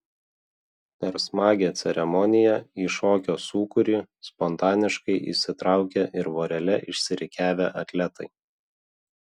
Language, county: Lithuanian, Vilnius